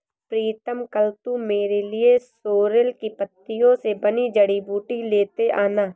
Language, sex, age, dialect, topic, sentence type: Hindi, female, 18-24, Awadhi Bundeli, agriculture, statement